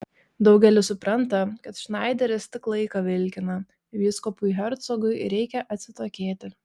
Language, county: Lithuanian, Šiauliai